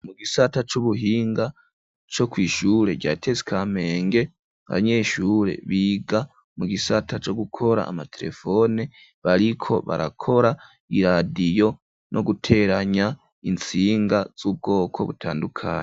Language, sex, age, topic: Rundi, male, 18-24, education